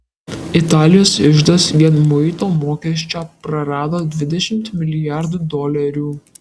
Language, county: Lithuanian, Kaunas